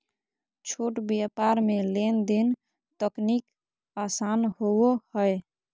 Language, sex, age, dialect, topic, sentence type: Magahi, female, 36-40, Southern, banking, statement